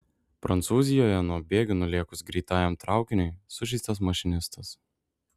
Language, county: Lithuanian, Šiauliai